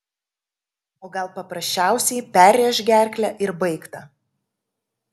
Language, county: Lithuanian, Kaunas